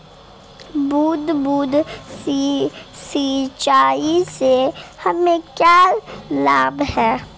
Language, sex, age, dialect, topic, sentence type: Hindi, female, 25-30, Marwari Dhudhari, agriculture, question